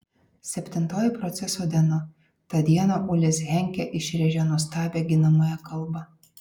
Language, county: Lithuanian, Vilnius